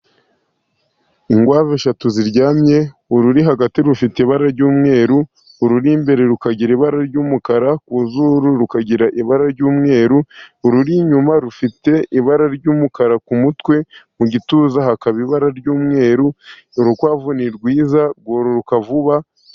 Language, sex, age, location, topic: Kinyarwanda, male, 50+, Musanze, agriculture